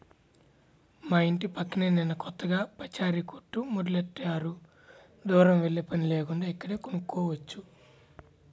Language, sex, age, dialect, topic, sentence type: Telugu, male, 18-24, Central/Coastal, agriculture, statement